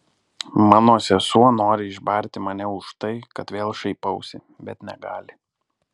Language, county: Lithuanian, Alytus